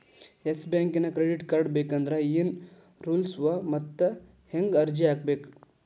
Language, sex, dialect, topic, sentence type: Kannada, male, Dharwad Kannada, banking, statement